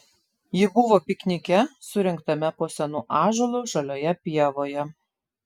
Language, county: Lithuanian, Telšiai